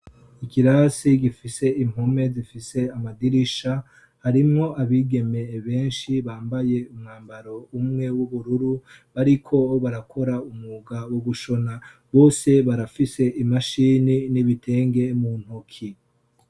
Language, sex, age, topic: Rundi, male, 25-35, education